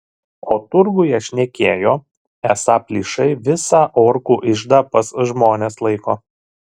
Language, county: Lithuanian, Šiauliai